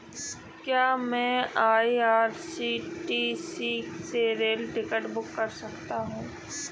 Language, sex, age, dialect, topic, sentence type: Hindi, male, 25-30, Awadhi Bundeli, banking, question